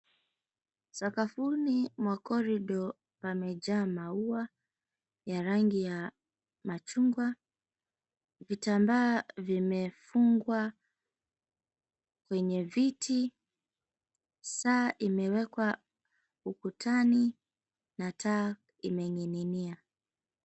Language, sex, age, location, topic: Swahili, female, 25-35, Mombasa, government